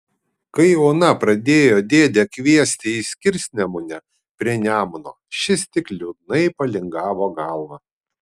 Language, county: Lithuanian, Kaunas